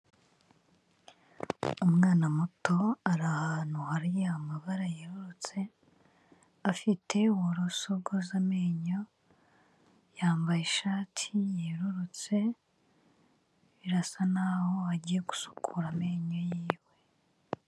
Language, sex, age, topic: Kinyarwanda, female, 25-35, health